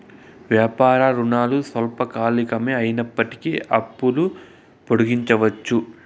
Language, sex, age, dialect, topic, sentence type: Telugu, male, 18-24, Southern, banking, statement